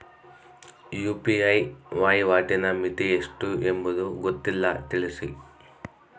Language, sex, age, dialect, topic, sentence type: Kannada, female, 36-40, Central, banking, question